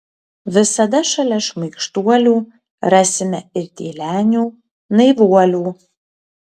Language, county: Lithuanian, Kaunas